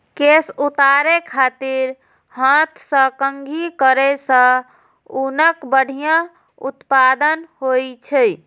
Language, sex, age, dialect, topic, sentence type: Maithili, female, 36-40, Eastern / Thethi, agriculture, statement